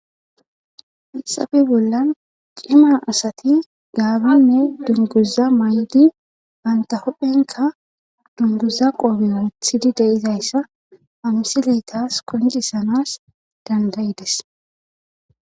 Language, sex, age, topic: Gamo, female, 18-24, government